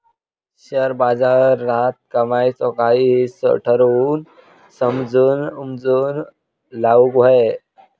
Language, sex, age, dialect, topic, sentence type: Marathi, male, 18-24, Southern Konkan, banking, statement